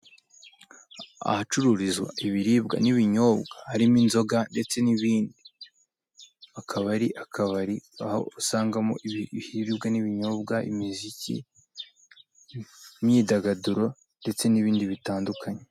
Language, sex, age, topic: Kinyarwanda, male, 18-24, finance